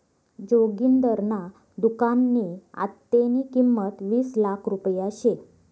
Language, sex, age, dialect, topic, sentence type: Marathi, female, 25-30, Northern Konkan, banking, statement